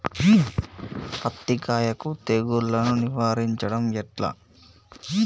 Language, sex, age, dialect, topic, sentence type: Telugu, male, 18-24, Telangana, agriculture, question